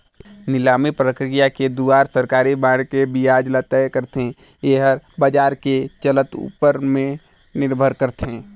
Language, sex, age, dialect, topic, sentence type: Chhattisgarhi, male, 18-24, Northern/Bhandar, banking, statement